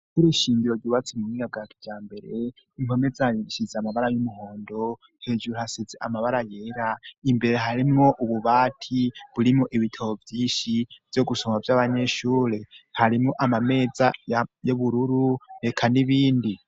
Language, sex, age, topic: Rundi, male, 18-24, education